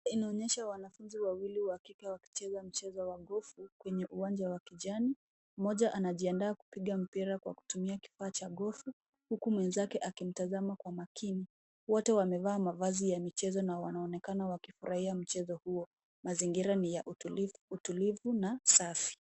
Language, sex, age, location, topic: Swahili, female, 18-24, Nairobi, education